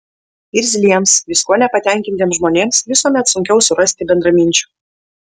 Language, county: Lithuanian, Vilnius